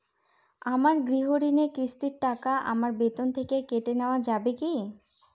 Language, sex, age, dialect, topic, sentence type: Bengali, female, 18-24, Northern/Varendri, banking, question